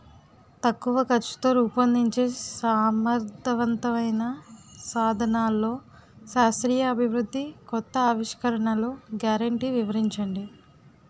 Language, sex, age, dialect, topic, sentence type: Telugu, female, 18-24, Utterandhra, agriculture, question